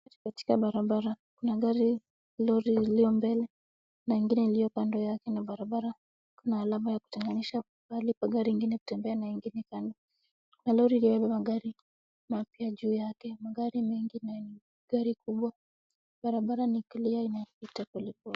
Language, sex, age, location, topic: Swahili, female, 18-24, Wajir, finance